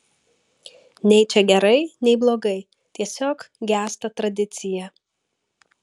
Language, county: Lithuanian, Vilnius